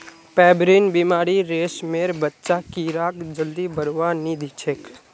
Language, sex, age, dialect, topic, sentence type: Magahi, male, 18-24, Northeastern/Surjapuri, agriculture, statement